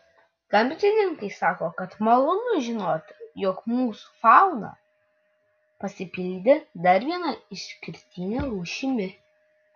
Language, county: Lithuanian, Utena